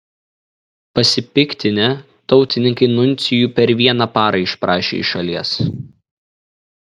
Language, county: Lithuanian, Šiauliai